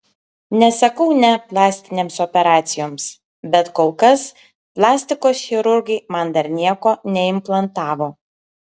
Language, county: Lithuanian, Kaunas